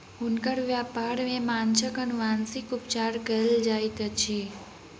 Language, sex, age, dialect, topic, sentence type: Maithili, female, 18-24, Southern/Standard, agriculture, statement